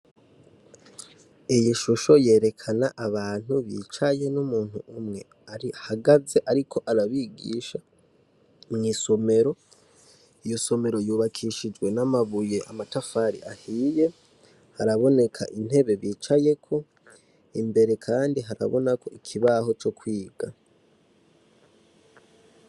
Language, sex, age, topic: Rundi, male, 18-24, education